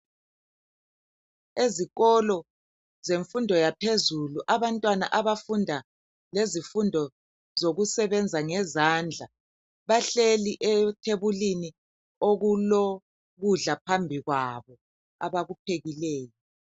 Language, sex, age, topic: North Ndebele, male, 50+, education